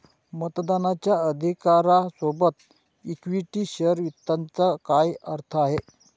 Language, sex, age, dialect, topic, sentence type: Marathi, male, 46-50, Northern Konkan, banking, statement